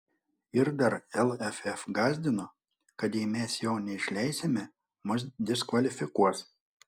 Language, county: Lithuanian, Panevėžys